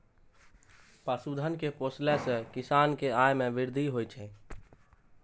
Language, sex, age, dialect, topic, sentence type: Maithili, male, 18-24, Eastern / Thethi, agriculture, statement